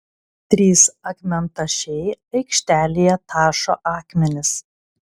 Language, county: Lithuanian, Klaipėda